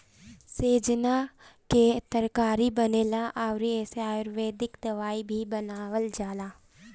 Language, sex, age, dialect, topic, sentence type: Bhojpuri, female, 18-24, Northern, agriculture, statement